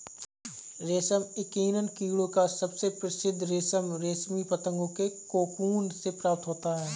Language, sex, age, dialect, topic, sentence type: Hindi, male, 25-30, Marwari Dhudhari, agriculture, statement